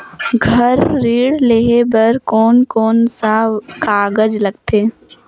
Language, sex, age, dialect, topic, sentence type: Chhattisgarhi, female, 18-24, Northern/Bhandar, banking, question